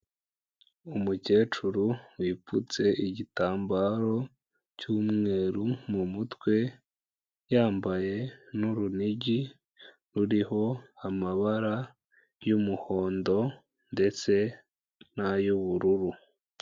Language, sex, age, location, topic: Kinyarwanda, female, 18-24, Kigali, health